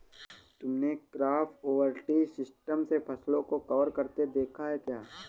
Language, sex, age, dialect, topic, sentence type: Hindi, male, 18-24, Awadhi Bundeli, agriculture, statement